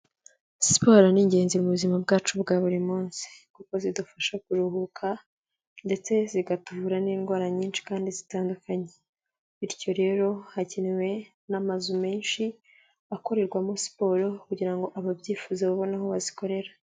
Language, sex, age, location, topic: Kinyarwanda, female, 18-24, Kigali, health